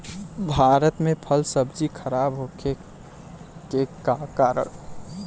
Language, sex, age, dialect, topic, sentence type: Bhojpuri, male, 18-24, Southern / Standard, agriculture, question